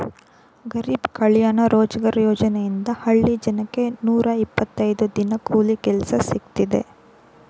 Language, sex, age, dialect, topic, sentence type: Kannada, female, 25-30, Mysore Kannada, banking, statement